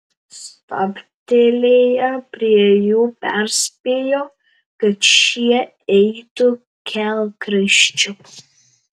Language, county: Lithuanian, Tauragė